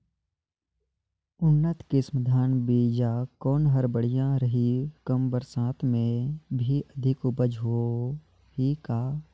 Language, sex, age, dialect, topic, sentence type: Chhattisgarhi, male, 56-60, Northern/Bhandar, agriculture, question